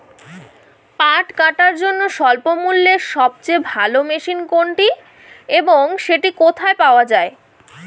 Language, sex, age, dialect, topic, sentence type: Bengali, female, 18-24, Rajbangshi, agriculture, question